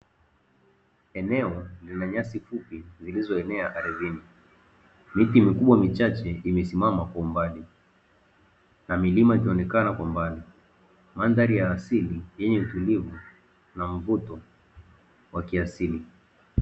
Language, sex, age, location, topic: Swahili, male, 18-24, Dar es Salaam, agriculture